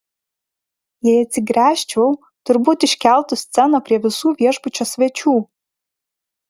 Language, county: Lithuanian, Vilnius